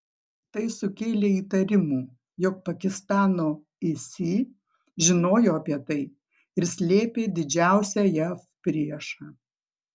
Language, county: Lithuanian, Marijampolė